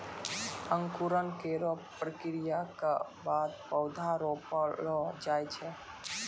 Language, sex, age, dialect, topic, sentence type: Maithili, male, 18-24, Angika, agriculture, statement